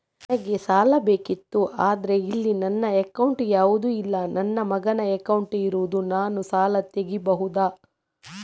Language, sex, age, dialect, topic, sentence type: Kannada, female, 31-35, Coastal/Dakshin, banking, question